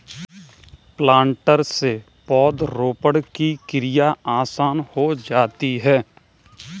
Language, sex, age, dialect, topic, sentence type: Hindi, male, 18-24, Kanauji Braj Bhasha, agriculture, statement